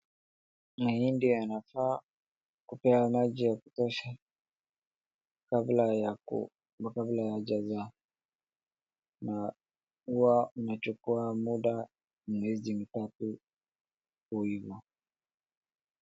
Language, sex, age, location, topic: Swahili, male, 25-35, Wajir, agriculture